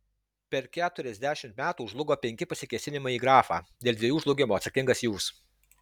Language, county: Lithuanian, Alytus